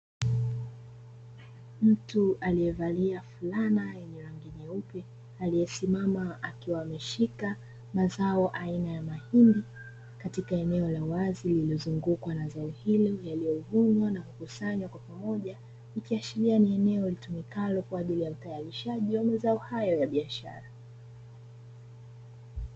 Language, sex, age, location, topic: Swahili, female, 25-35, Dar es Salaam, agriculture